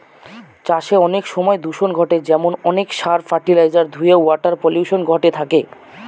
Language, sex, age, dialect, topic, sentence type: Bengali, male, 25-30, Northern/Varendri, agriculture, statement